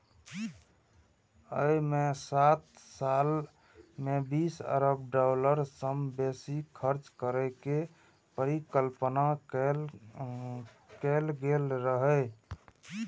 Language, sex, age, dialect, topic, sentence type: Maithili, male, 31-35, Eastern / Thethi, banking, statement